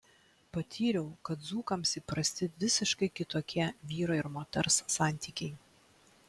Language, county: Lithuanian, Klaipėda